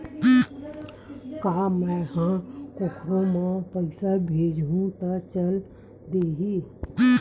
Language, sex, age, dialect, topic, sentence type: Chhattisgarhi, female, 31-35, Western/Budati/Khatahi, banking, question